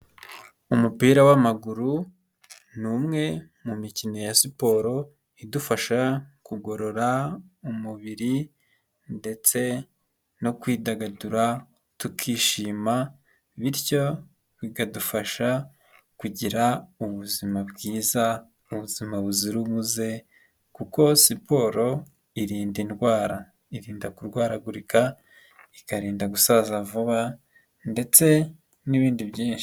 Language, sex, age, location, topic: Kinyarwanda, male, 25-35, Nyagatare, government